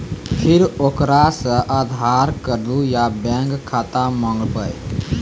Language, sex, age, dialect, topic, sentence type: Maithili, male, 18-24, Angika, banking, question